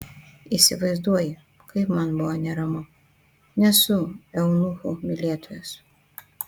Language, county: Lithuanian, Panevėžys